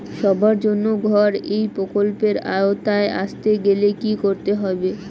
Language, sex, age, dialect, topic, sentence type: Bengali, female, 18-24, Rajbangshi, banking, question